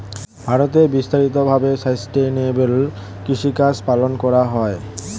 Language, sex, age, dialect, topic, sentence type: Bengali, male, 18-24, Standard Colloquial, agriculture, statement